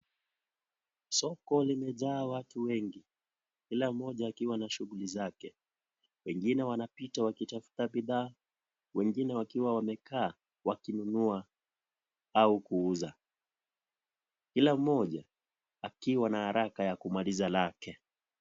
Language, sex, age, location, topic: Swahili, male, 18-24, Kisii, finance